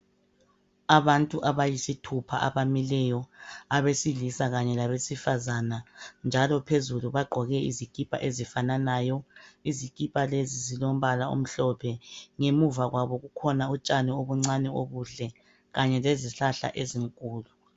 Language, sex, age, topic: North Ndebele, female, 25-35, health